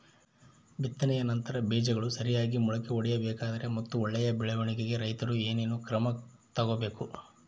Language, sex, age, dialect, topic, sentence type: Kannada, male, 31-35, Central, agriculture, question